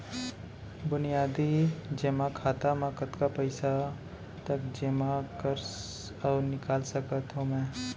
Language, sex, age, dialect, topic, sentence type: Chhattisgarhi, male, 18-24, Central, banking, question